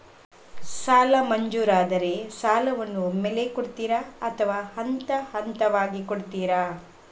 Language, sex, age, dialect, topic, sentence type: Kannada, female, 36-40, Coastal/Dakshin, banking, question